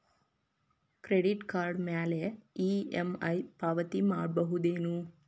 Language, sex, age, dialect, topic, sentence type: Kannada, female, 18-24, Dharwad Kannada, banking, question